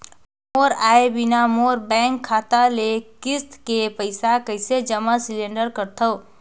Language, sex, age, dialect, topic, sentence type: Chhattisgarhi, female, 18-24, Northern/Bhandar, banking, question